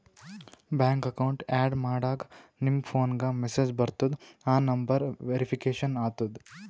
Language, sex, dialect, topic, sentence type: Kannada, male, Northeastern, banking, statement